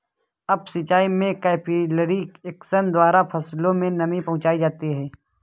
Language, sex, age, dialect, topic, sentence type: Hindi, male, 18-24, Kanauji Braj Bhasha, agriculture, statement